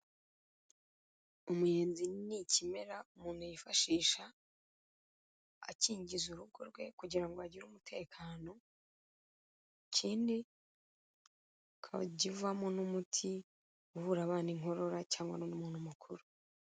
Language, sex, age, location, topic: Kinyarwanda, female, 36-49, Kigali, agriculture